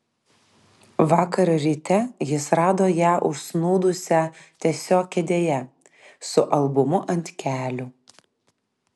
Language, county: Lithuanian, Klaipėda